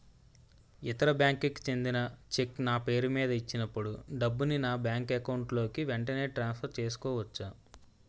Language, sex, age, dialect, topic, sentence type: Telugu, male, 25-30, Utterandhra, banking, question